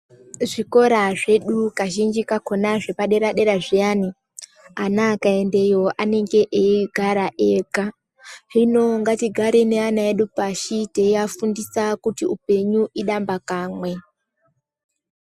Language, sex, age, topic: Ndau, female, 18-24, education